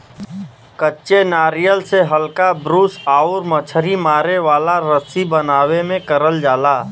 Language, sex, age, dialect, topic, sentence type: Bhojpuri, male, 25-30, Western, agriculture, statement